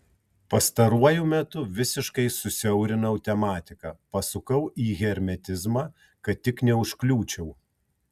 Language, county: Lithuanian, Kaunas